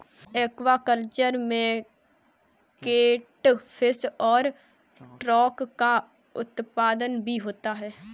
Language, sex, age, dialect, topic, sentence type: Hindi, female, 18-24, Kanauji Braj Bhasha, agriculture, statement